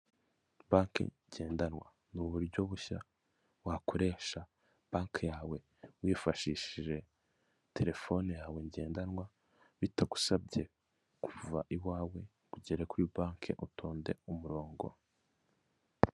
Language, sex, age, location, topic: Kinyarwanda, male, 25-35, Kigali, finance